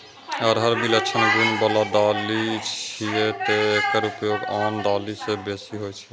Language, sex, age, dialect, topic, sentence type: Maithili, male, 25-30, Eastern / Thethi, agriculture, statement